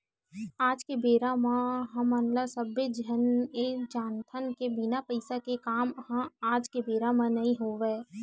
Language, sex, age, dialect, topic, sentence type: Chhattisgarhi, female, 25-30, Western/Budati/Khatahi, banking, statement